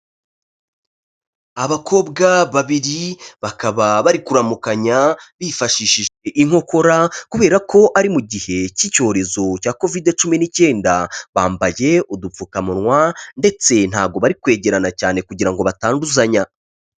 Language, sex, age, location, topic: Kinyarwanda, male, 25-35, Kigali, health